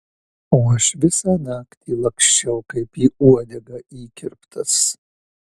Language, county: Lithuanian, Marijampolė